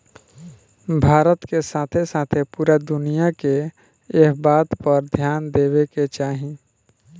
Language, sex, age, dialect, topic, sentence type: Bhojpuri, male, 31-35, Southern / Standard, agriculture, statement